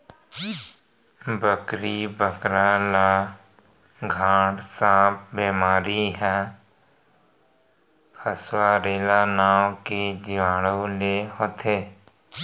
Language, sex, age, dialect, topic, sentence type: Chhattisgarhi, male, 41-45, Central, agriculture, statement